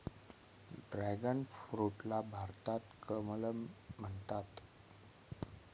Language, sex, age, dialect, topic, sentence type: Marathi, male, 36-40, Northern Konkan, agriculture, statement